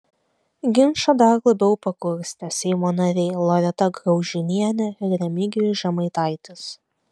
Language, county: Lithuanian, Vilnius